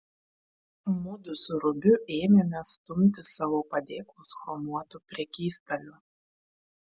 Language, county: Lithuanian, Vilnius